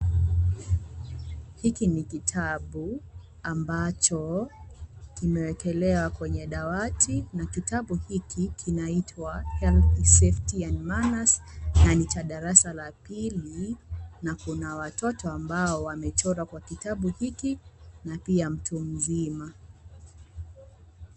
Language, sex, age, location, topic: Swahili, female, 18-24, Kisii, education